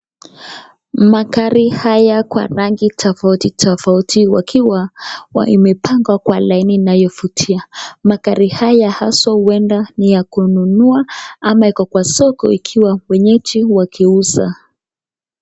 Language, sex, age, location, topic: Swahili, female, 25-35, Nakuru, finance